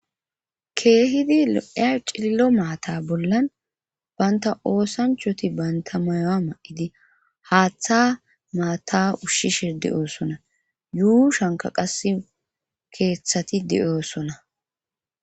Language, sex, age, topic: Gamo, female, 25-35, government